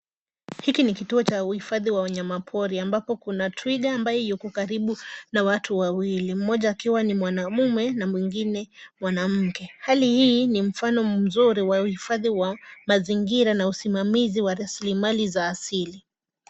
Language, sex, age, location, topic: Swahili, female, 25-35, Nairobi, government